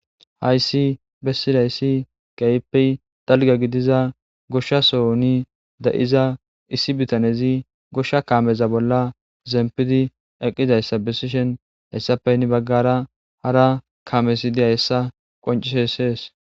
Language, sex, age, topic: Gamo, male, 18-24, government